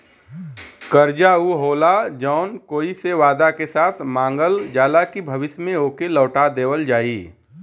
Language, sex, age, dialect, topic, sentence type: Bhojpuri, male, 31-35, Western, banking, statement